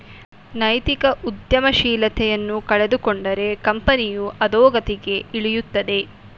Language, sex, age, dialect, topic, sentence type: Kannada, female, 18-24, Mysore Kannada, banking, statement